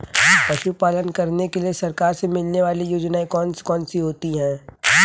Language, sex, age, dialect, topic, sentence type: Hindi, male, 18-24, Kanauji Braj Bhasha, agriculture, question